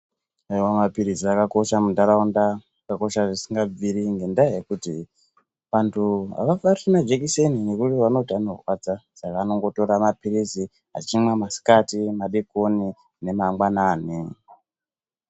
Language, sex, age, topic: Ndau, male, 18-24, health